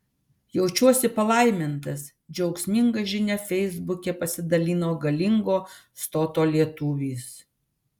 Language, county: Lithuanian, Vilnius